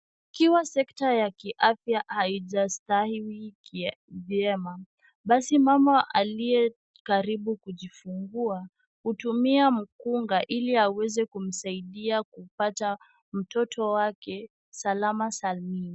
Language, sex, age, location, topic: Swahili, female, 18-24, Kisumu, health